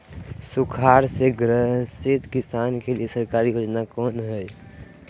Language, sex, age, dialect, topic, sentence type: Magahi, male, 31-35, Southern, agriculture, question